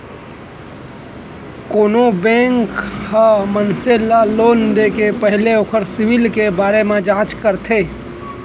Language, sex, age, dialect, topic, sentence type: Chhattisgarhi, male, 25-30, Central, banking, statement